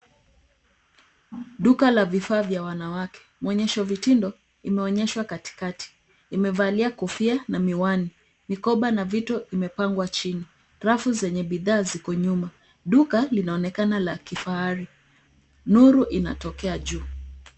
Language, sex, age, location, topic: Swahili, female, 25-35, Nairobi, finance